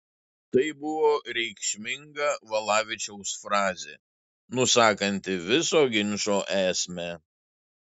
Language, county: Lithuanian, Šiauliai